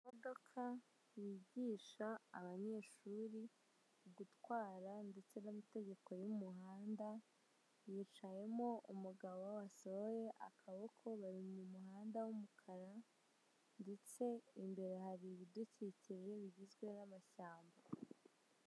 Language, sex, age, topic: Kinyarwanda, male, 18-24, government